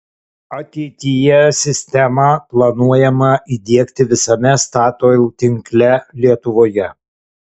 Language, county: Lithuanian, Kaunas